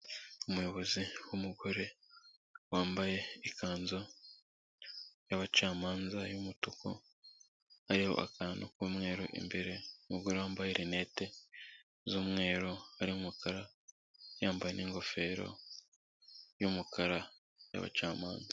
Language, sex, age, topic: Kinyarwanda, male, 18-24, government